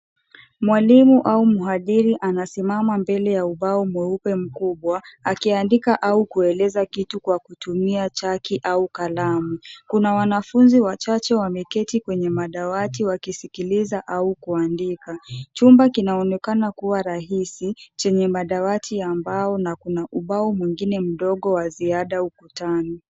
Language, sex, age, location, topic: Swahili, female, 25-35, Nairobi, education